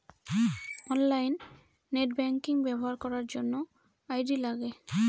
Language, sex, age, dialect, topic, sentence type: Bengali, female, 18-24, Northern/Varendri, banking, statement